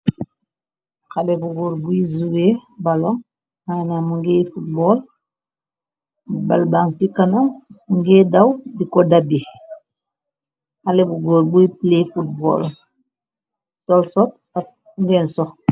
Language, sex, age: Wolof, male, 18-24